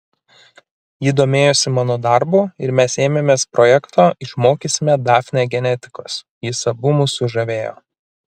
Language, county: Lithuanian, Kaunas